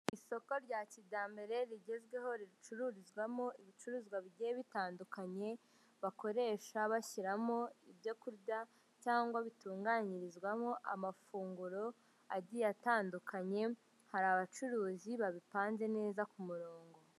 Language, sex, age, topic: Kinyarwanda, female, 18-24, finance